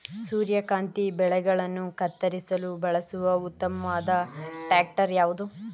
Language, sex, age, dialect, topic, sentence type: Kannada, female, 18-24, Mysore Kannada, agriculture, question